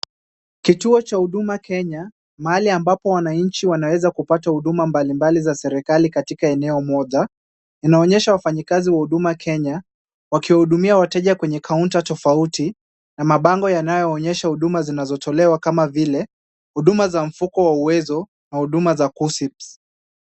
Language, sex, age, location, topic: Swahili, male, 25-35, Kisumu, government